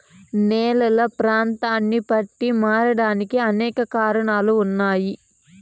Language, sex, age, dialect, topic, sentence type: Telugu, female, 25-30, Southern, agriculture, statement